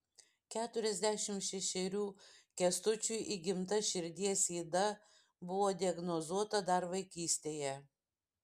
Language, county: Lithuanian, Šiauliai